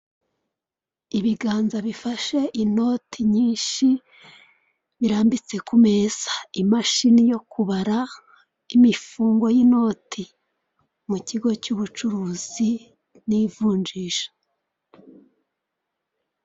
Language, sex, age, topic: Kinyarwanda, female, 36-49, finance